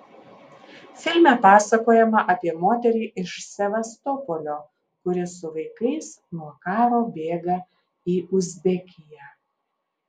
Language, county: Lithuanian, Alytus